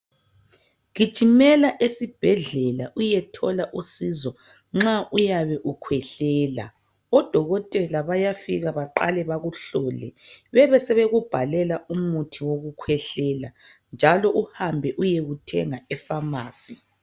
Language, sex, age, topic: North Ndebele, female, 18-24, health